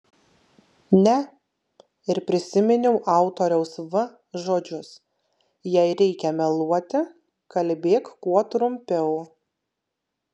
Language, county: Lithuanian, Kaunas